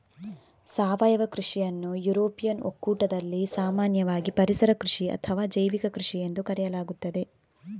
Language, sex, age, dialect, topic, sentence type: Kannada, female, 46-50, Coastal/Dakshin, agriculture, statement